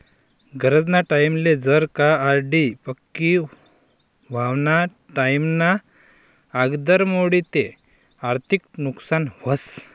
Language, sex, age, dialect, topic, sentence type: Marathi, male, 51-55, Northern Konkan, banking, statement